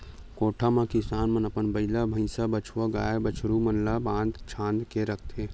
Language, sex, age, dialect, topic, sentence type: Chhattisgarhi, male, 25-30, Western/Budati/Khatahi, agriculture, statement